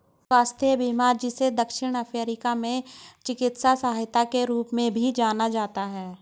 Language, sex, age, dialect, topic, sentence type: Hindi, female, 60-100, Hindustani Malvi Khadi Boli, banking, statement